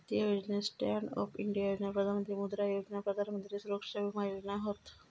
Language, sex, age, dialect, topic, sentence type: Marathi, female, 36-40, Southern Konkan, banking, statement